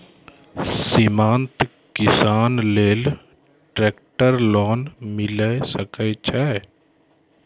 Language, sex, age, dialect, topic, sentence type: Maithili, male, 36-40, Angika, agriculture, question